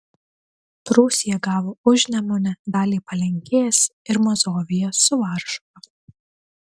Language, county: Lithuanian, Telšiai